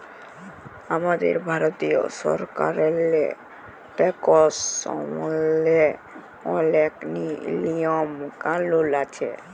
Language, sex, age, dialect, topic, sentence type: Bengali, male, 18-24, Jharkhandi, banking, statement